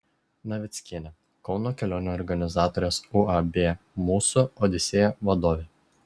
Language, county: Lithuanian, Šiauliai